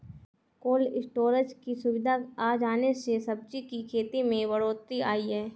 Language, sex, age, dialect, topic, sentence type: Hindi, female, 18-24, Kanauji Braj Bhasha, agriculture, statement